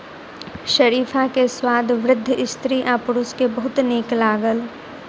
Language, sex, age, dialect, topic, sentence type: Maithili, female, 18-24, Southern/Standard, agriculture, statement